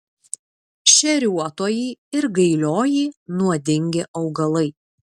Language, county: Lithuanian, Vilnius